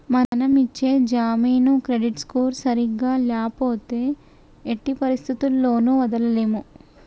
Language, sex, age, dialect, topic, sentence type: Telugu, female, 18-24, Telangana, banking, statement